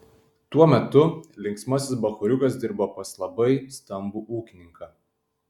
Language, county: Lithuanian, Kaunas